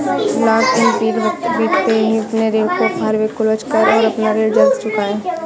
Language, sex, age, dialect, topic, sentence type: Hindi, female, 56-60, Awadhi Bundeli, banking, statement